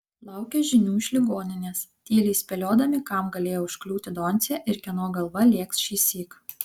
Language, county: Lithuanian, Kaunas